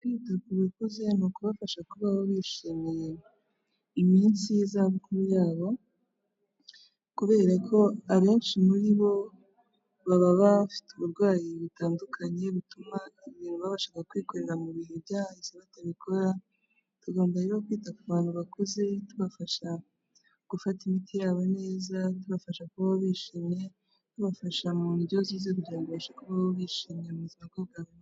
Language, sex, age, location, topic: Kinyarwanda, female, 18-24, Kigali, health